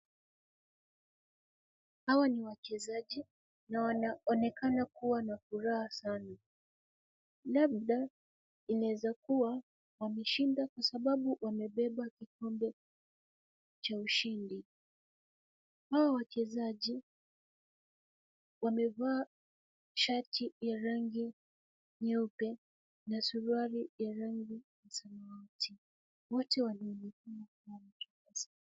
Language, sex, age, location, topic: Swahili, female, 25-35, Kisumu, government